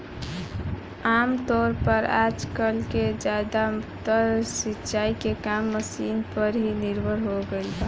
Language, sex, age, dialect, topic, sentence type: Bhojpuri, female, <18, Southern / Standard, agriculture, statement